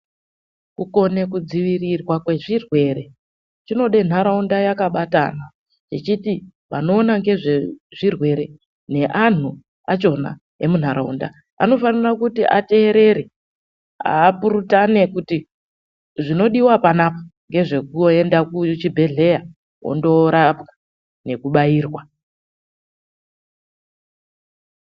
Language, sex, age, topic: Ndau, female, 36-49, health